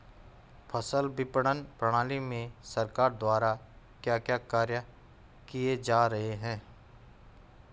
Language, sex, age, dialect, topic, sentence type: Hindi, male, 41-45, Garhwali, agriculture, question